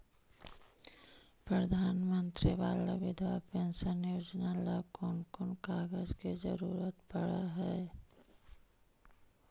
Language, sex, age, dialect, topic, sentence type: Magahi, male, 25-30, Central/Standard, banking, question